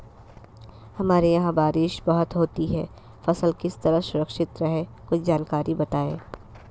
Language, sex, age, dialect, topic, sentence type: Hindi, female, 25-30, Marwari Dhudhari, agriculture, question